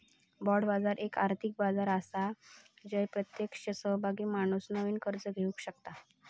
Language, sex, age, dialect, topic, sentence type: Marathi, female, 18-24, Southern Konkan, banking, statement